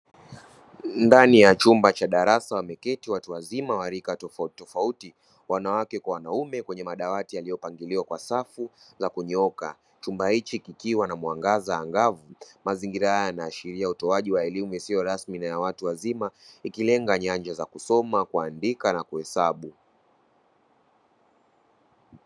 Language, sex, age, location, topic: Swahili, male, 25-35, Dar es Salaam, education